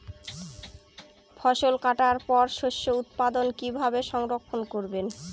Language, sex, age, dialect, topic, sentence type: Bengali, female, 18-24, Northern/Varendri, agriculture, statement